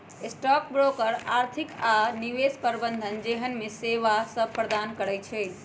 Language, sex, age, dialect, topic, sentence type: Magahi, female, 25-30, Western, banking, statement